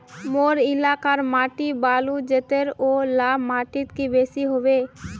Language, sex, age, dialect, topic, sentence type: Magahi, female, 18-24, Northeastern/Surjapuri, agriculture, question